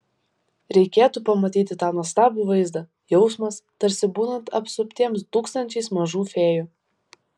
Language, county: Lithuanian, Vilnius